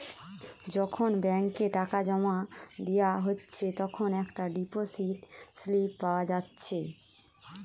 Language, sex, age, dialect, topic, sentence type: Bengali, female, 25-30, Western, banking, statement